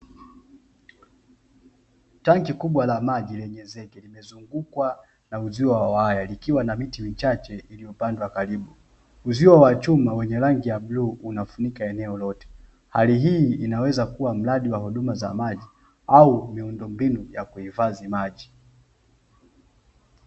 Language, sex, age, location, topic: Swahili, male, 18-24, Dar es Salaam, government